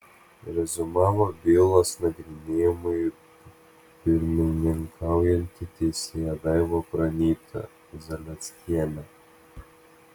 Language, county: Lithuanian, Klaipėda